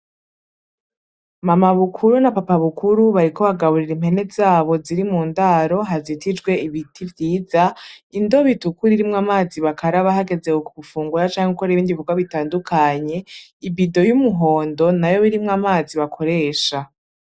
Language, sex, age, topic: Rundi, female, 18-24, agriculture